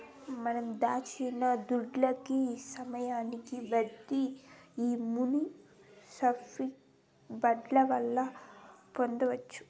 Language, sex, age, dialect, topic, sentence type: Telugu, female, 18-24, Southern, banking, statement